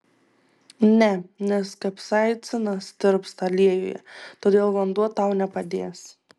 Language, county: Lithuanian, Tauragė